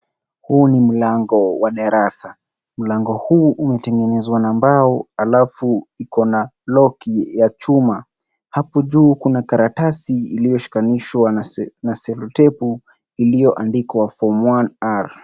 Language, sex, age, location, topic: Swahili, male, 50+, Kisumu, education